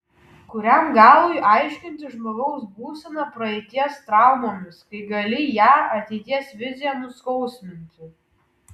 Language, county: Lithuanian, Kaunas